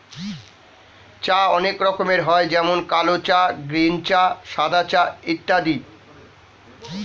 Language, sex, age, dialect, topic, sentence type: Bengali, male, 46-50, Standard Colloquial, agriculture, statement